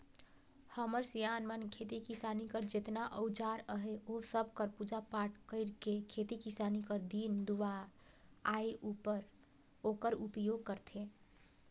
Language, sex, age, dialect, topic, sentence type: Chhattisgarhi, female, 18-24, Northern/Bhandar, agriculture, statement